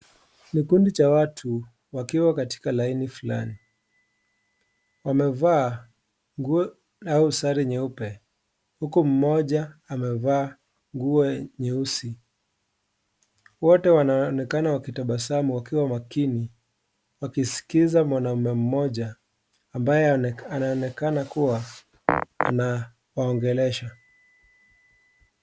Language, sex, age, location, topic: Swahili, male, 18-24, Kisii, health